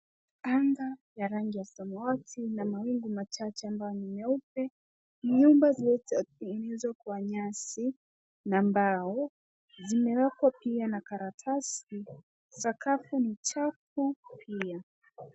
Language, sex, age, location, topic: Swahili, female, 18-24, Nairobi, finance